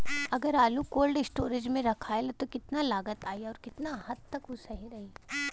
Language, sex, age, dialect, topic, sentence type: Bhojpuri, female, 18-24, Western, agriculture, question